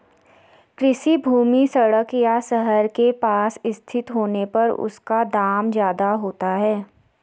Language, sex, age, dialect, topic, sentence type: Hindi, female, 60-100, Garhwali, agriculture, statement